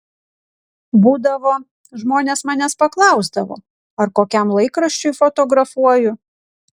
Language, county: Lithuanian, Kaunas